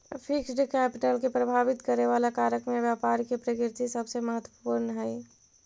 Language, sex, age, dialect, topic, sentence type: Magahi, female, 18-24, Central/Standard, agriculture, statement